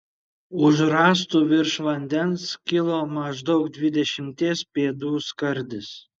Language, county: Lithuanian, Šiauliai